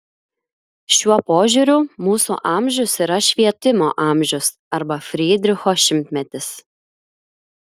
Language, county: Lithuanian, Klaipėda